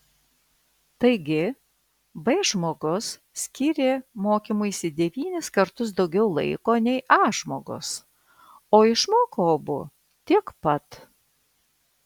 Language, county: Lithuanian, Vilnius